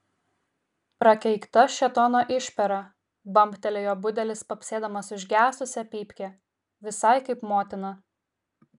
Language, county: Lithuanian, Kaunas